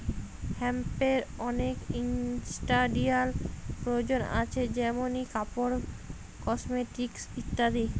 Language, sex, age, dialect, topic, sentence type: Bengali, female, 31-35, Western, agriculture, statement